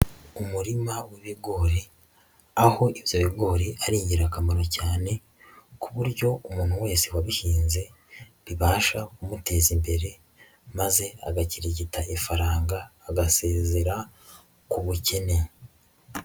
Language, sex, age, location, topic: Kinyarwanda, female, 18-24, Nyagatare, agriculture